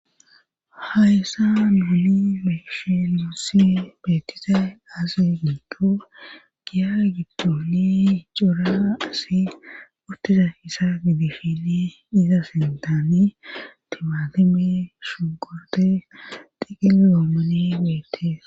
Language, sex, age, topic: Gamo, female, 18-24, government